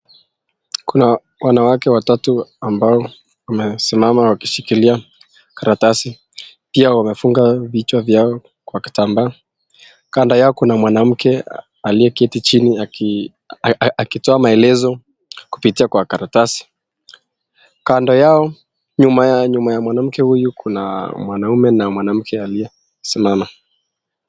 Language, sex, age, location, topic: Swahili, male, 18-24, Nakuru, government